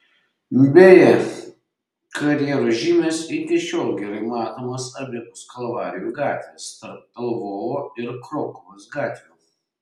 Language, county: Lithuanian, Šiauliai